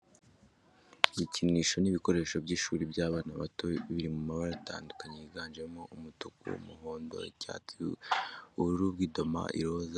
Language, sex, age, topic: Kinyarwanda, male, 25-35, education